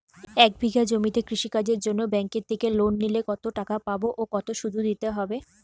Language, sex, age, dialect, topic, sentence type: Bengali, female, 25-30, Western, agriculture, question